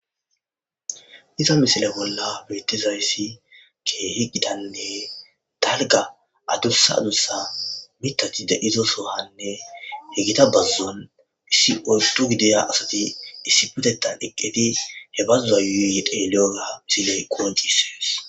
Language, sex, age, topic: Gamo, male, 18-24, agriculture